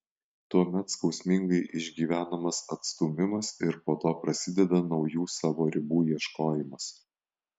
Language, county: Lithuanian, Alytus